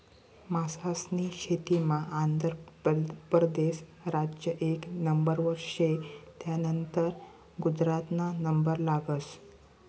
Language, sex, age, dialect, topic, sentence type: Marathi, male, 18-24, Northern Konkan, agriculture, statement